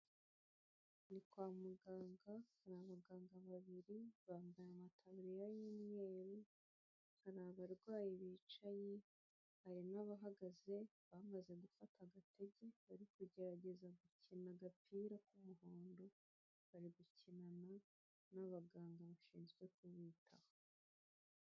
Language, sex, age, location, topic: Kinyarwanda, female, 25-35, Nyagatare, health